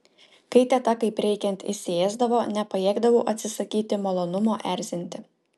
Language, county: Lithuanian, Utena